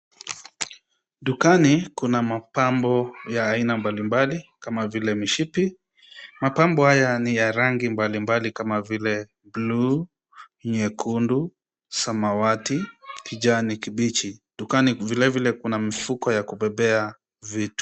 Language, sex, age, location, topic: Swahili, male, 25-35, Kisumu, finance